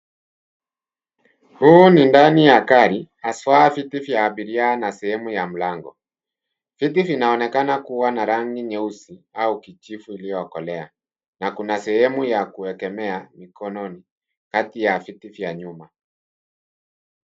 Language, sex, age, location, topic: Swahili, male, 50+, Nairobi, finance